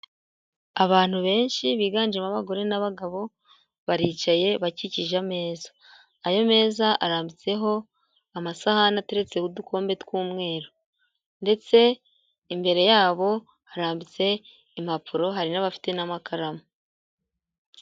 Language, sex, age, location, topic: Kinyarwanda, female, 18-24, Huye, health